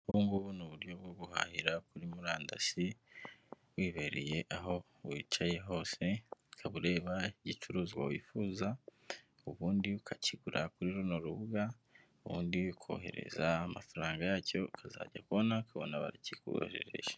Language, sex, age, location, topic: Kinyarwanda, male, 25-35, Kigali, finance